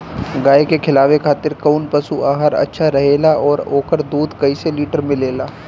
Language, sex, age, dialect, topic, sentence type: Bhojpuri, male, 25-30, Northern, agriculture, question